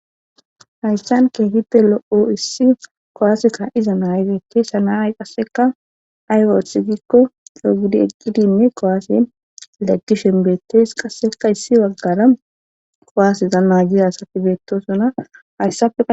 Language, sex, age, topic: Gamo, female, 18-24, government